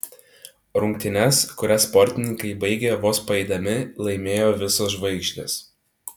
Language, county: Lithuanian, Tauragė